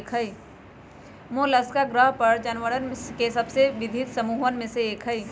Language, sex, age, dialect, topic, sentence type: Magahi, female, 31-35, Western, agriculture, statement